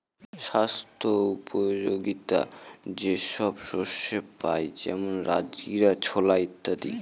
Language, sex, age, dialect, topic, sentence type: Bengali, male, 18-24, Northern/Varendri, agriculture, statement